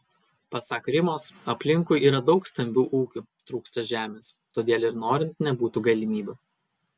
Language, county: Lithuanian, Kaunas